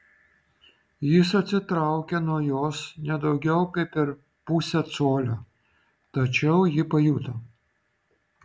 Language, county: Lithuanian, Vilnius